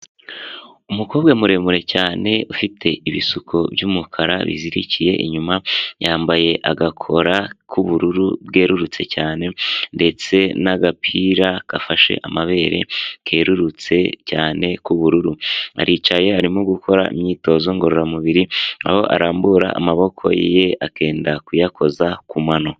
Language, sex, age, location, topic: Kinyarwanda, male, 18-24, Huye, health